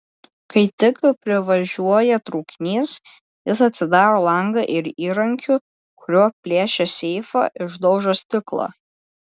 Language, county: Lithuanian, Klaipėda